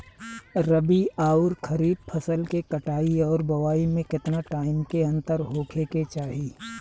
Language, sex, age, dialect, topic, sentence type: Bhojpuri, male, 36-40, Southern / Standard, agriculture, question